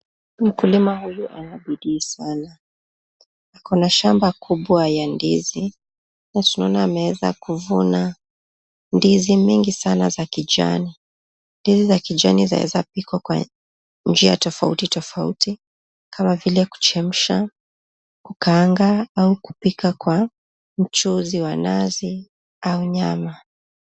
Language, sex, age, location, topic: Swahili, female, 25-35, Nakuru, agriculture